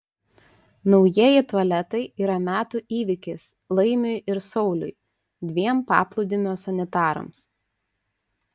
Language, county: Lithuanian, Panevėžys